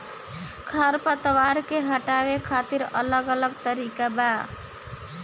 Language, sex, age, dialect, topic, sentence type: Bhojpuri, female, 51-55, Southern / Standard, agriculture, statement